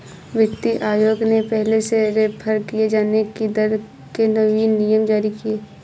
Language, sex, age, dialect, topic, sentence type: Hindi, female, 51-55, Awadhi Bundeli, banking, statement